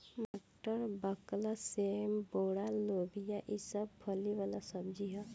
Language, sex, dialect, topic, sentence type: Bhojpuri, female, Northern, agriculture, statement